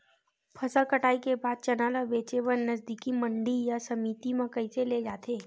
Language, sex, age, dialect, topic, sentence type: Chhattisgarhi, female, 60-100, Western/Budati/Khatahi, agriculture, question